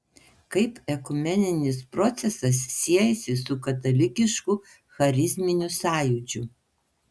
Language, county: Lithuanian, Panevėžys